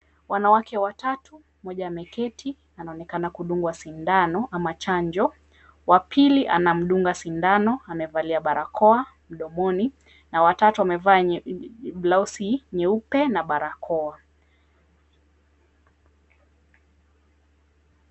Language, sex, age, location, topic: Swahili, female, 25-35, Mombasa, health